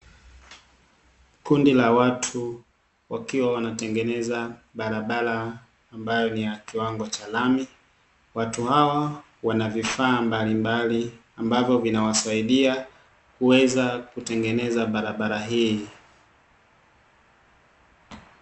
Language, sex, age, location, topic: Swahili, male, 25-35, Dar es Salaam, government